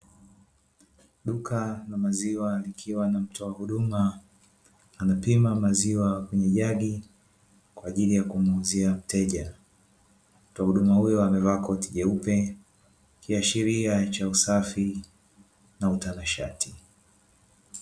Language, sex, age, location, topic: Swahili, male, 25-35, Dar es Salaam, finance